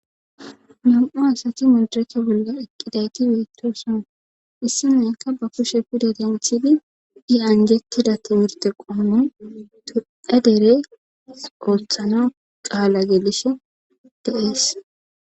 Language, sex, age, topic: Gamo, female, 25-35, government